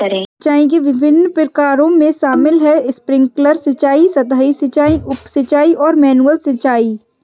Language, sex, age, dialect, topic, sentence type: Hindi, female, 51-55, Kanauji Braj Bhasha, agriculture, statement